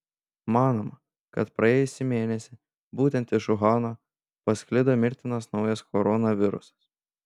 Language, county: Lithuanian, Panevėžys